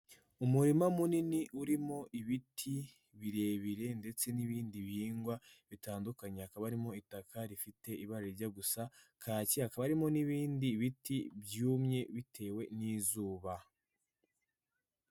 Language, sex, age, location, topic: Kinyarwanda, male, 18-24, Nyagatare, agriculture